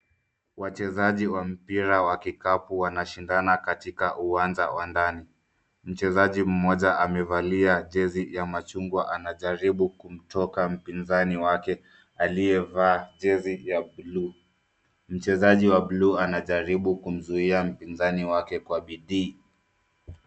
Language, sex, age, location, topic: Swahili, male, 25-35, Nairobi, education